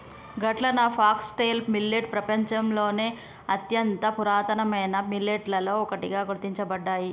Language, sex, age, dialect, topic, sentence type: Telugu, female, 25-30, Telangana, agriculture, statement